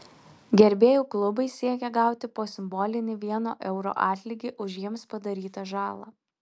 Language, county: Lithuanian, Alytus